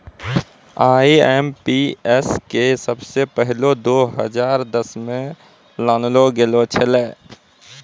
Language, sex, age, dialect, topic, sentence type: Maithili, male, 25-30, Angika, banking, statement